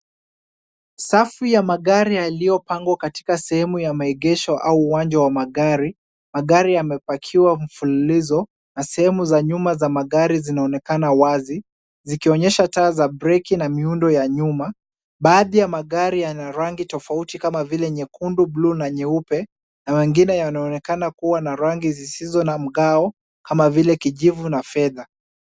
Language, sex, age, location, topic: Swahili, male, 25-35, Kisumu, finance